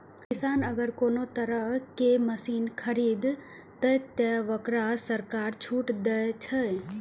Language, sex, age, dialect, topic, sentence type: Maithili, female, 18-24, Eastern / Thethi, agriculture, question